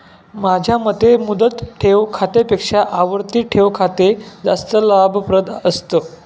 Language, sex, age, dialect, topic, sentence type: Marathi, male, 18-24, Standard Marathi, banking, statement